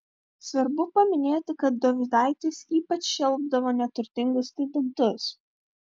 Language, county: Lithuanian, Vilnius